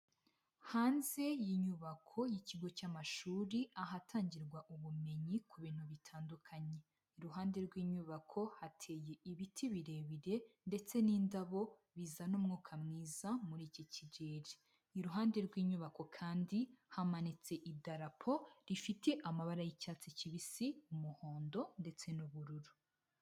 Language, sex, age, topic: Kinyarwanda, female, 25-35, education